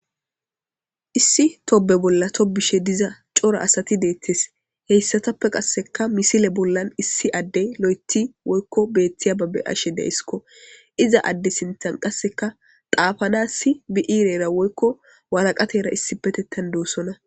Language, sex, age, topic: Gamo, female, 18-24, government